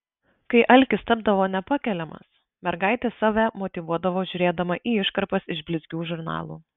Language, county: Lithuanian, Marijampolė